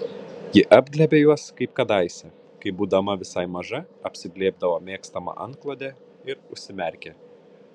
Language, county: Lithuanian, Kaunas